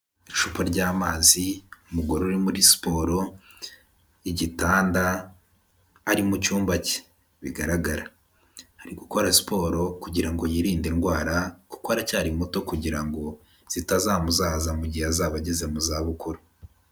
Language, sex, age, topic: Kinyarwanda, male, 18-24, health